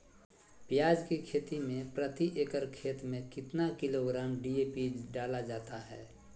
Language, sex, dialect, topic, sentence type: Magahi, male, Southern, agriculture, question